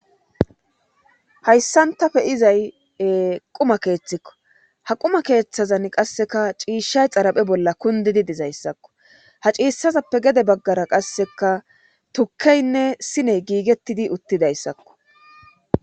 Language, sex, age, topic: Gamo, female, 36-49, government